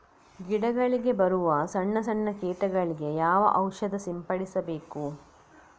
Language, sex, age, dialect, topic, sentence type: Kannada, female, 60-100, Coastal/Dakshin, agriculture, question